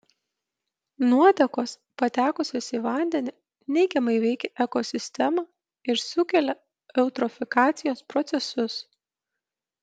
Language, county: Lithuanian, Kaunas